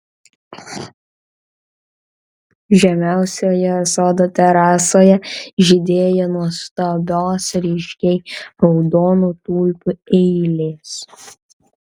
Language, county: Lithuanian, Vilnius